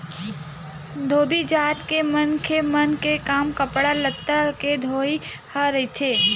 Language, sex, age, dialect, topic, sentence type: Chhattisgarhi, female, 18-24, Western/Budati/Khatahi, banking, statement